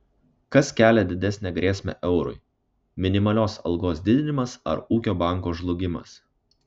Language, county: Lithuanian, Kaunas